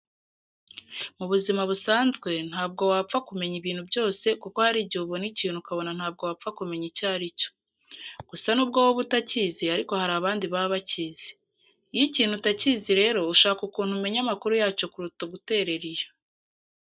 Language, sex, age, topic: Kinyarwanda, female, 18-24, education